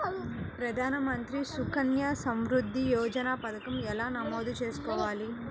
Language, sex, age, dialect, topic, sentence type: Telugu, female, 25-30, Central/Coastal, banking, question